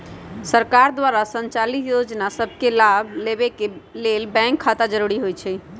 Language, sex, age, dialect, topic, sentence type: Magahi, female, 25-30, Western, banking, statement